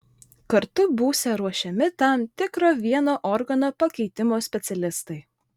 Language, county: Lithuanian, Vilnius